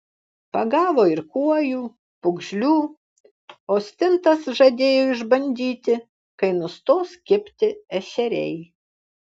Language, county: Lithuanian, Alytus